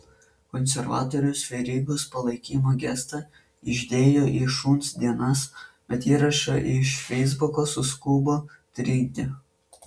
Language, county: Lithuanian, Vilnius